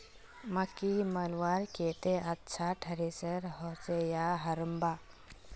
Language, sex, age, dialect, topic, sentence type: Magahi, female, 18-24, Northeastern/Surjapuri, agriculture, question